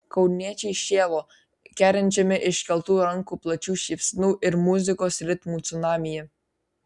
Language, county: Lithuanian, Kaunas